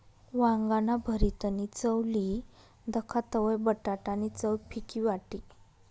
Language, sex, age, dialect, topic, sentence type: Marathi, female, 25-30, Northern Konkan, agriculture, statement